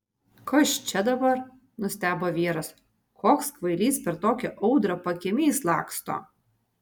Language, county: Lithuanian, Vilnius